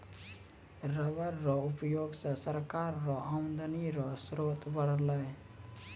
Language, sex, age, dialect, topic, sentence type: Maithili, male, 18-24, Angika, agriculture, statement